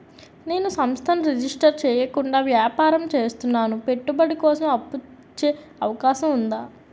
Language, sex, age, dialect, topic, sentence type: Telugu, female, 18-24, Utterandhra, banking, question